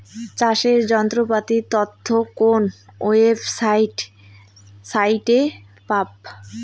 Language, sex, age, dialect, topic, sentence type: Bengali, female, 18-24, Rajbangshi, agriculture, question